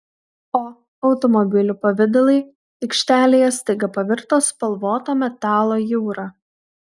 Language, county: Lithuanian, Kaunas